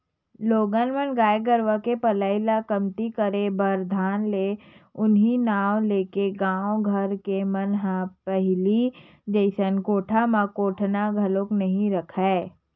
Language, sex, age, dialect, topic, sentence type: Chhattisgarhi, female, 25-30, Western/Budati/Khatahi, agriculture, statement